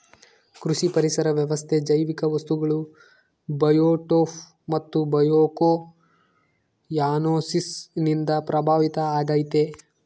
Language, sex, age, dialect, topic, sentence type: Kannada, male, 18-24, Central, agriculture, statement